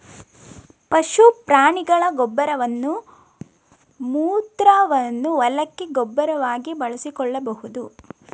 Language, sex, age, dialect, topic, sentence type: Kannada, female, 18-24, Mysore Kannada, agriculture, statement